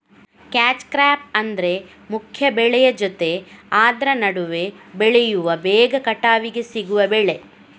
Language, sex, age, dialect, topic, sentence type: Kannada, female, 18-24, Coastal/Dakshin, agriculture, statement